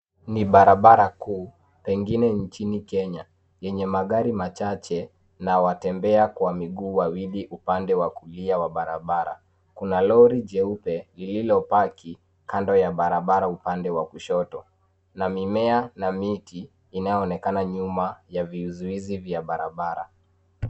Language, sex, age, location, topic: Swahili, male, 25-35, Nairobi, government